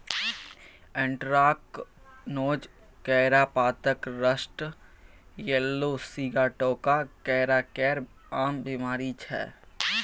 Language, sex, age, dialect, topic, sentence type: Maithili, male, 18-24, Bajjika, agriculture, statement